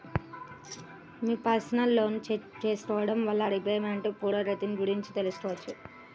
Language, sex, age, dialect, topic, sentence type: Telugu, female, 18-24, Central/Coastal, banking, statement